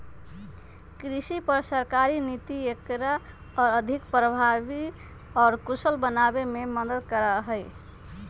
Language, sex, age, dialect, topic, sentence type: Magahi, female, 25-30, Western, agriculture, statement